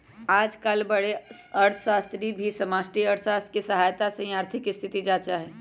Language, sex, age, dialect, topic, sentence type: Magahi, female, 25-30, Western, banking, statement